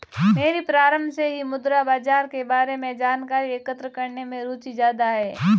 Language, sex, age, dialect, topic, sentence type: Hindi, female, 18-24, Marwari Dhudhari, banking, statement